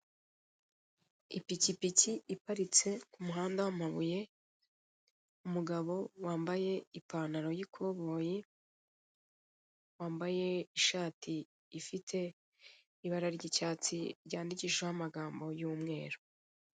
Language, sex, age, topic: Kinyarwanda, female, 25-35, finance